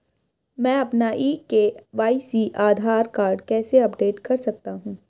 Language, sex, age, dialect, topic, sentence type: Hindi, female, 31-35, Hindustani Malvi Khadi Boli, banking, question